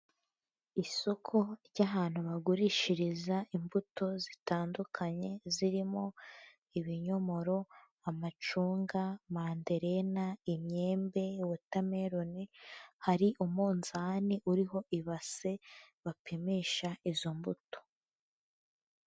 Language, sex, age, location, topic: Kinyarwanda, female, 18-24, Huye, agriculture